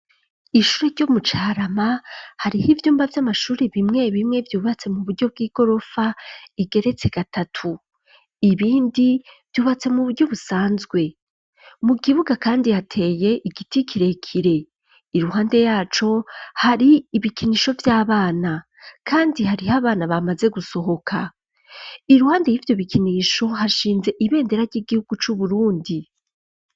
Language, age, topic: Rundi, 25-35, education